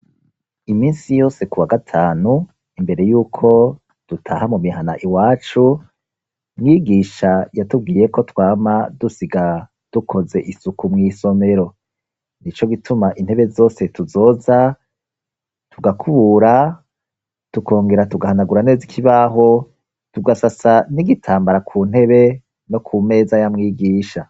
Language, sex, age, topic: Rundi, male, 36-49, education